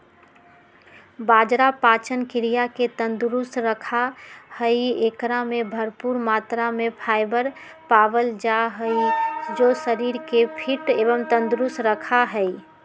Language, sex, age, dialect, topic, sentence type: Magahi, female, 36-40, Western, agriculture, statement